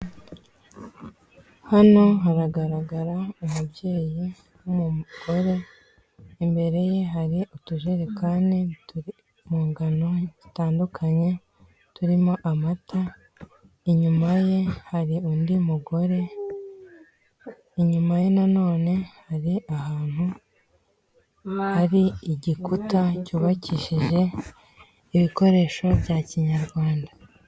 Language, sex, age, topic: Kinyarwanda, female, 18-24, finance